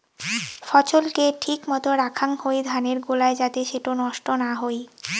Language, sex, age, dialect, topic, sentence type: Bengali, female, 18-24, Rajbangshi, agriculture, statement